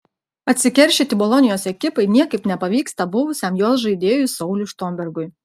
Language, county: Lithuanian, Klaipėda